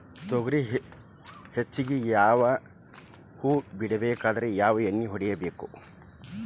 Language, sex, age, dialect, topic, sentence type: Kannada, male, 36-40, Dharwad Kannada, agriculture, question